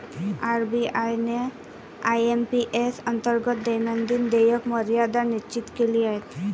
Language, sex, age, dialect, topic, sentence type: Marathi, female, 18-24, Varhadi, banking, statement